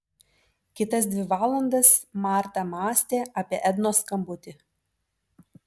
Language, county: Lithuanian, Vilnius